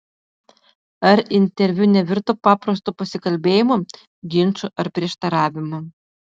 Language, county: Lithuanian, Utena